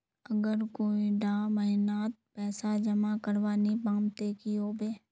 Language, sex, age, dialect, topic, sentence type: Magahi, female, 18-24, Northeastern/Surjapuri, banking, question